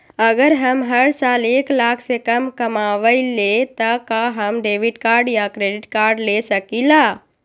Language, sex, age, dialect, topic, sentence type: Magahi, female, 18-24, Western, banking, question